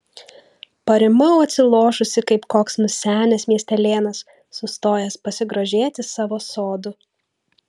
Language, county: Lithuanian, Vilnius